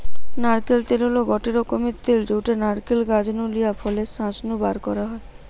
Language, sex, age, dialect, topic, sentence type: Bengali, female, 18-24, Western, agriculture, statement